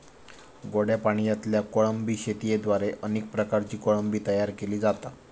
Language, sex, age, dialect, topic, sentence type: Marathi, male, 18-24, Southern Konkan, agriculture, statement